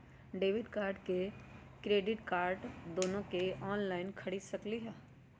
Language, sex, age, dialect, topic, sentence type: Magahi, female, 31-35, Western, banking, question